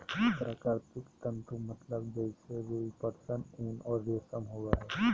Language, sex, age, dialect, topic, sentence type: Magahi, male, 31-35, Southern, agriculture, statement